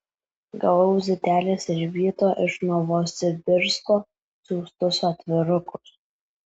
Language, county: Lithuanian, Alytus